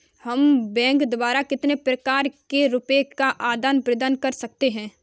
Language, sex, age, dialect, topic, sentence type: Hindi, female, 18-24, Kanauji Braj Bhasha, banking, question